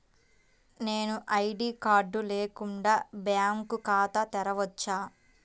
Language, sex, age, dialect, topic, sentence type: Telugu, female, 18-24, Central/Coastal, banking, question